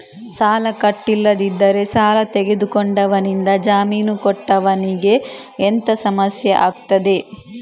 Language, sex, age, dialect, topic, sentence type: Kannada, female, 60-100, Coastal/Dakshin, banking, question